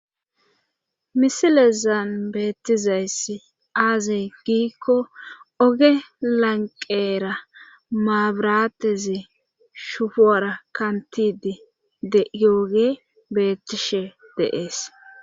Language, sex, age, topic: Gamo, female, 25-35, government